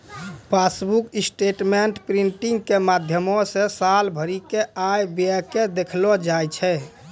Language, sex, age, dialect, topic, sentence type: Maithili, male, 25-30, Angika, banking, statement